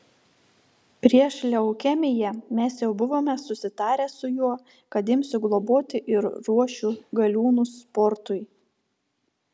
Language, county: Lithuanian, Telšiai